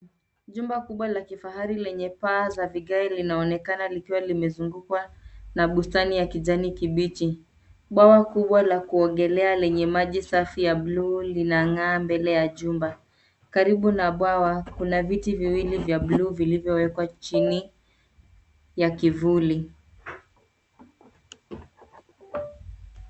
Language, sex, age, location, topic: Swahili, female, 36-49, Nairobi, finance